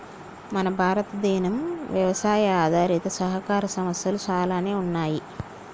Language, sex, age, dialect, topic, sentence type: Telugu, male, 46-50, Telangana, agriculture, statement